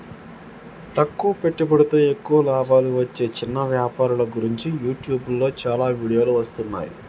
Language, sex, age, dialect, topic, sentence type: Telugu, male, 31-35, Telangana, banking, statement